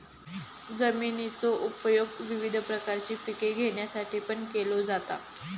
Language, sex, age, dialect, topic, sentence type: Marathi, female, 18-24, Southern Konkan, agriculture, statement